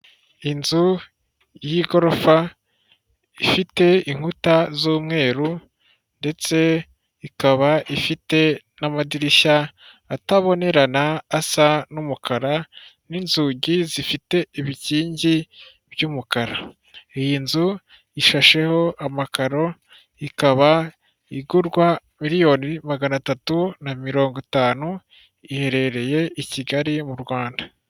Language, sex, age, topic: Kinyarwanda, female, 36-49, finance